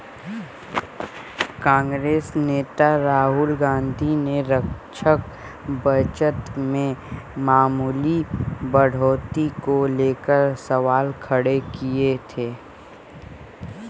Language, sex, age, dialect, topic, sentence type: Hindi, male, 36-40, Kanauji Braj Bhasha, banking, statement